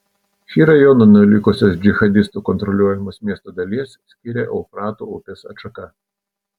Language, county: Lithuanian, Telšiai